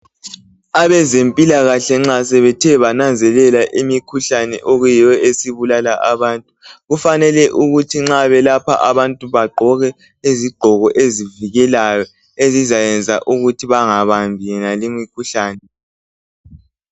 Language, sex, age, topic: North Ndebele, male, 18-24, health